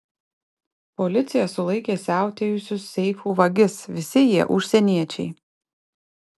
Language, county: Lithuanian, Panevėžys